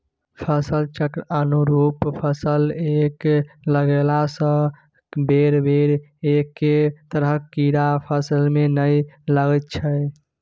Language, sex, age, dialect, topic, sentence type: Maithili, male, 51-55, Bajjika, agriculture, statement